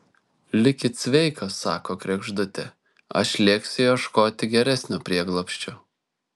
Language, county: Lithuanian, Šiauliai